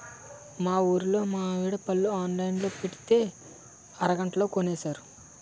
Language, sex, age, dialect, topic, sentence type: Telugu, male, 60-100, Utterandhra, agriculture, statement